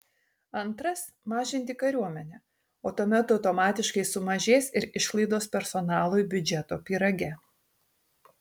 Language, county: Lithuanian, Tauragė